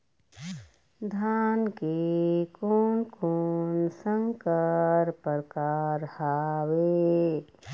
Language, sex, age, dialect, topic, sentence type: Chhattisgarhi, female, 36-40, Eastern, agriculture, question